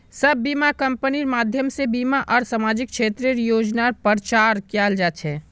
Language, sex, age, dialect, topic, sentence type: Magahi, male, 18-24, Northeastern/Surjapuri, banking, statement